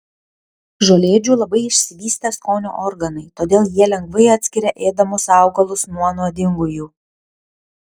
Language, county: Lithuanian, Panevėžys